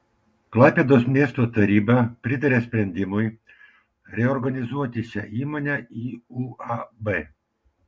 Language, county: Lithuanian, Vilnius